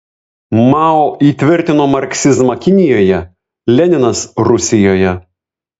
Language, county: Lithuanian, Vilnius